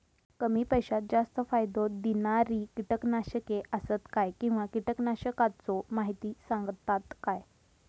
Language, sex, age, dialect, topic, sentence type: Marathi, female, 18-24, Southern Konkan, agriculture, question